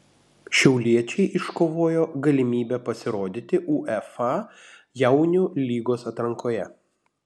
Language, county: Lithuanian, Panevėžys